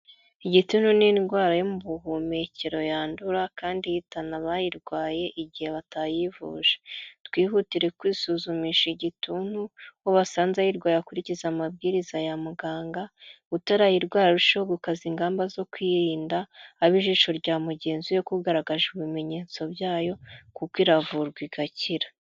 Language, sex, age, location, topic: Kinyarwanda, female, 25-35, Kigali, health